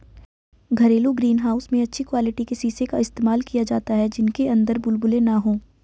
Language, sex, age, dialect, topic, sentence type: Hindi, female, 18-24, Hindustani Malvi Khadi Boli, agriculture, statement